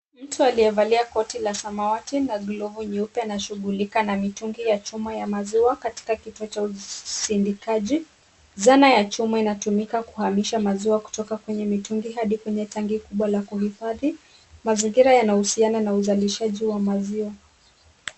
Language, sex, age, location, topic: Swahili, female, 18-24, Kisumu, agriculture